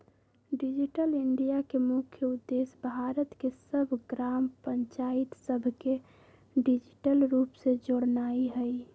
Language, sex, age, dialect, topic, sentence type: Magahi, female, 41-45, Western, banking, statement